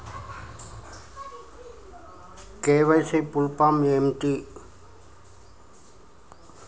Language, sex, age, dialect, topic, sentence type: Telugu, male, 51-55, Telangana, banking, question